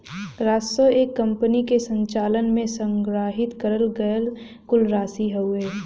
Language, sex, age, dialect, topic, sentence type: Bhojpuri, female, 18-24, Western, banking, statement